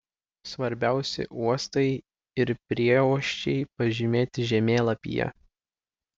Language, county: Lithuanian, Klaipėda